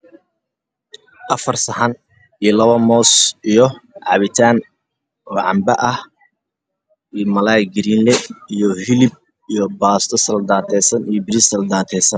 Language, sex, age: Somali, male, 18-24